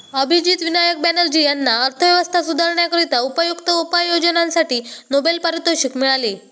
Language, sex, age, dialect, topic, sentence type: Marathi, male, 18-24, Standard Marathi, banking, statement